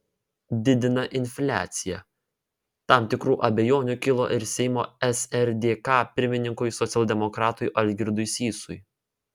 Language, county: Lithuanian, Vilnius